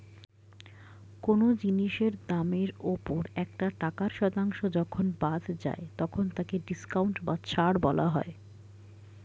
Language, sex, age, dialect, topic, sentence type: Bengali, female, 60-100, Standard Colloquial, banking, statement